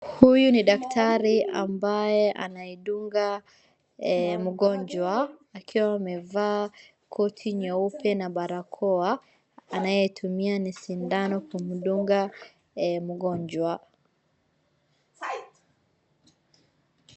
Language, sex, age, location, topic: Swahili, female, 25-35, Wajir, health